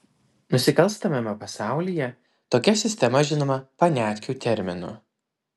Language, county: Lithuanian, Vilnius